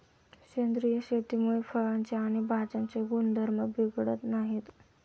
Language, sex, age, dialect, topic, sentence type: Marathi, male, 25-30, Standard Marathi, agriculture, statement